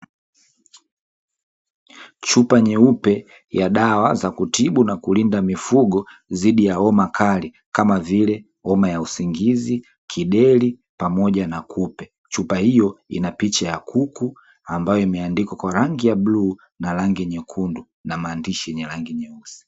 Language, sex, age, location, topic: Swahili, male, 18-24, Dar es Salaam, agriculture